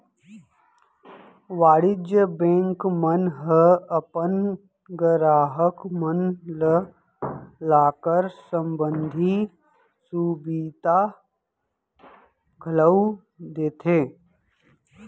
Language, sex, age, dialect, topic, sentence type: Chhattisgarhi, male, 31-35, Central, banking, statement